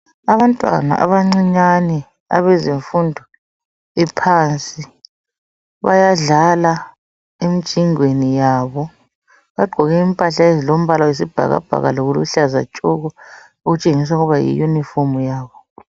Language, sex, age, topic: North Ndebele, male, 18-24, health